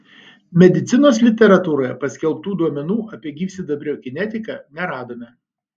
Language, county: Lithuanian, Alytus